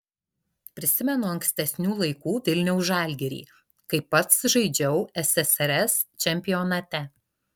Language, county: Lithuanian, Alytus